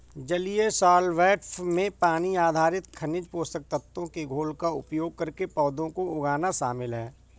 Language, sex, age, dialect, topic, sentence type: Hindi, male, 41-45, Awadhi Bundeli, agriculture, statement